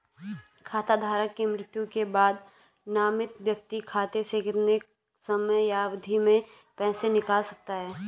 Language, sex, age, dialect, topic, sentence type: Hindi, male, 18-24, Garhwali, banking, question